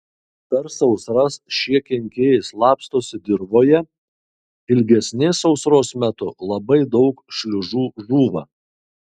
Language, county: Lithuanian, Kaunas